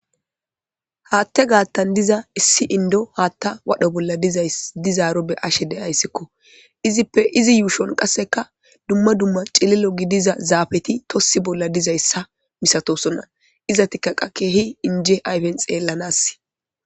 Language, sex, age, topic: Gamo, female, 18-24, government